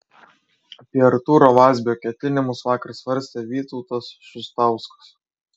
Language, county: Lithuanian, Kaunas